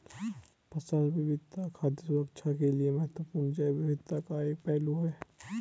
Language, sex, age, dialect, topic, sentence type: Hindi, male, 18-24, Garhwali, agriculture, statement